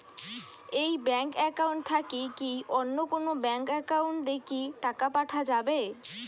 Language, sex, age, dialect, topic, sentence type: Bengali, female, 60-100, Rajbangshi, banking, question